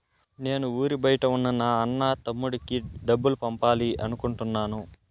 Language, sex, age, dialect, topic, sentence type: Telugu, male, 18-24, Southern, banking, statement